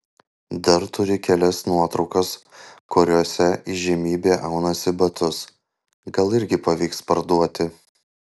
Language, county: Lithuanian, Panevėžys